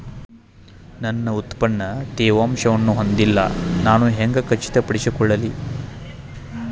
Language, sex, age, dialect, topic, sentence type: Kannada, male, 36-40, Dharwad Kannada, agriculture, question